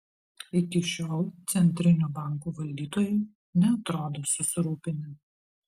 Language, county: Lithuanian, Vilnius